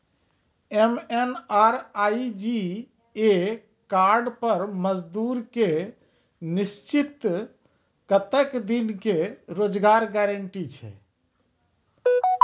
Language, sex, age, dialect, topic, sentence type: Maithili, male, 36-40, Angika, banking, question